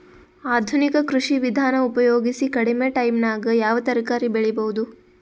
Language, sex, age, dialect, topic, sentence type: Kannada, female, 25-30, Northeastern, agriculture, question